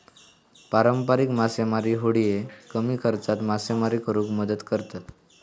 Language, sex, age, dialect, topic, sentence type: Marathi, male, 18-24, Southern Konkan, agriculture, statement